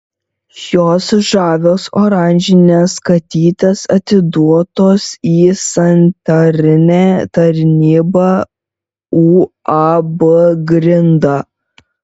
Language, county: Lithuanian, Šiauliai